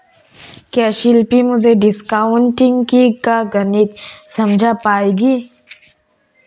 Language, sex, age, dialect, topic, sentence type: Hindi, female, 18-24, Marwari Dhudhari, banking, statement